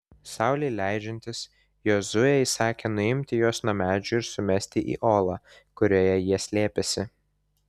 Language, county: Lithuanian, Vilnius